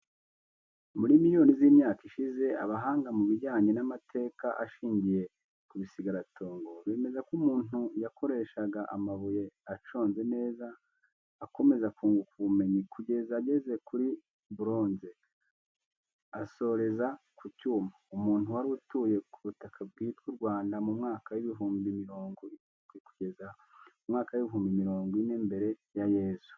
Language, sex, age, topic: Kinyarwanda, male, 25-35, education